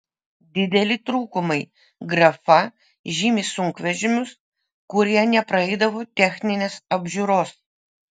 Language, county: Lithuanian, Vilnius